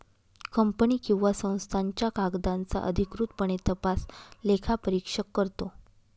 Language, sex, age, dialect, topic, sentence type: Marathi, female, 31-35, Northern Konkan, banking, statement